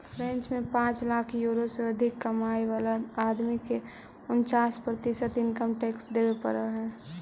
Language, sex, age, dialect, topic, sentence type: Magahi, female, 18-24, Central/Standard, banking, statement